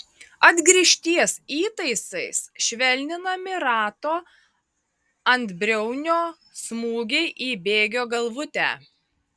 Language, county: Lithuanian, Marijampolė